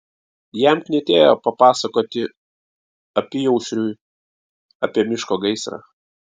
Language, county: Lithuanian, Klaipėda